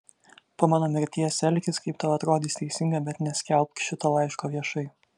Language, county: Lithuanian, Vilnius